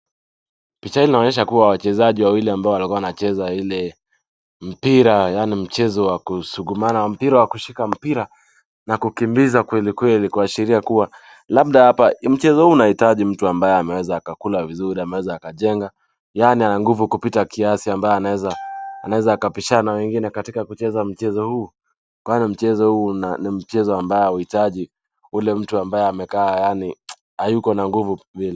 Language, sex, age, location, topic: Swahili, male, 18-24, Nakuru, government